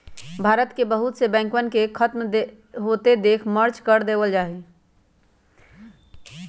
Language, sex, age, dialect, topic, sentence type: Magahi, female, 25-30, Western, banking, statement